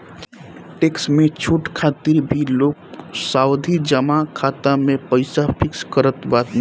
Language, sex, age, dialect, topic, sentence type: Bhojpuri, male, 18-24, Northern, banking, statement